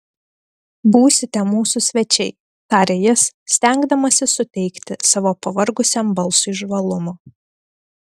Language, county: Lithuanian, Telšiai